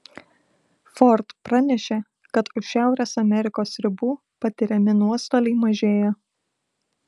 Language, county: Lithuanian, Klaipėda